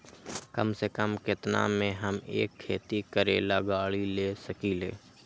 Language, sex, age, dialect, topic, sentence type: Magahi, male, 18-24, Western, agriculture, question